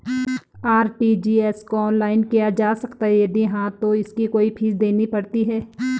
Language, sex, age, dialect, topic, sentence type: Hindi, female, 31-35, Garhwali, banking, question